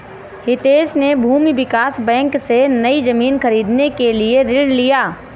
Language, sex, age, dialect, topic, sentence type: Hindi, female, 25-30, Marwari Dhudhari, banking, statement